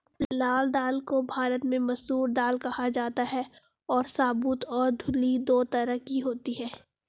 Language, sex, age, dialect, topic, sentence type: Hindi, female, 18-24, Hindustani Malvi Khadi Boli, agriculture, statement